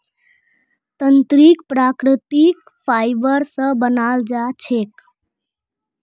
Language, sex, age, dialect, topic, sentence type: Magahi, female, 18-24, Northeastern/Surjapuri, agriculture, statement